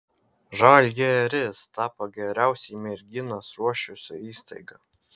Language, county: Lithuanian, Kaunas